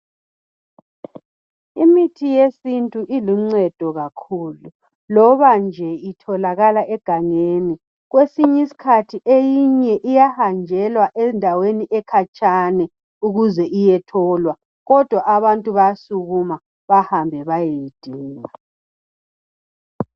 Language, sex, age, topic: North Ndebele, male, 18-24, health